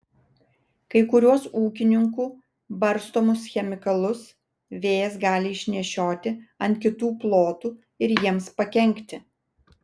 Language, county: Lithuanian, Vilnius